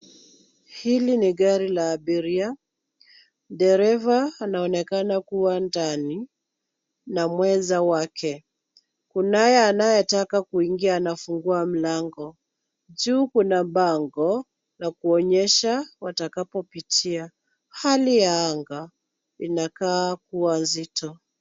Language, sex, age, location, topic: Swahili, female, 25-35, Nairobi, government